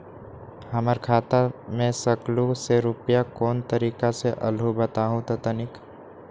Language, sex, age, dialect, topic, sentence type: Magahi, male, 25-30, Western, banking, question